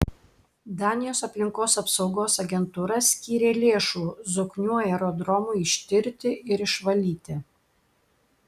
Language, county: Lithuanian, Klaipėda